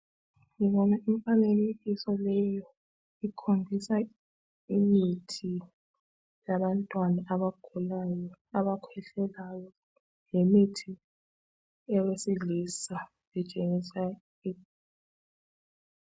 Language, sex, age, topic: North Ndebele, male, 36-49, health